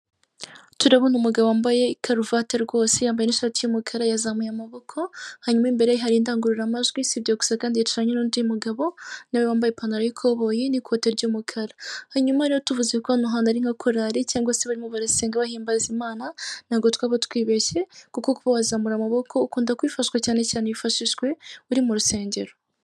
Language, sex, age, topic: Kinyarwanda, female, 18-24, government